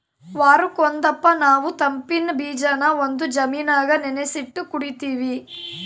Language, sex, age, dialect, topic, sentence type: Kannada, female, 18-24, Central, agriculture, statement